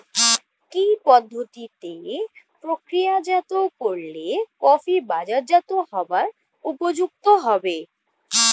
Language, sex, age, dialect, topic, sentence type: Bengali, female, 25-30, Standard Colloquial, agriculture, question